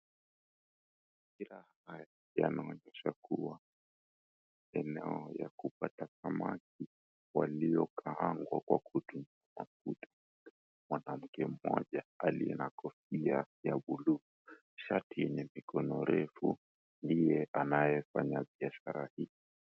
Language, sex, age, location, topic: Swahili, male, 18-24, Mombasa, agriculture